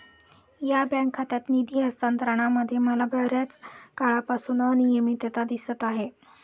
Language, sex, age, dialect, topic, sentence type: Marathi, female, 31-35, Standard Marathi, banking, statement